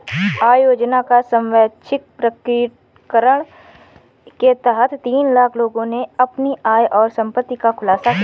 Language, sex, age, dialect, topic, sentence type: Hindi, female, 18-24, Awadhi Bundeli, banking, statement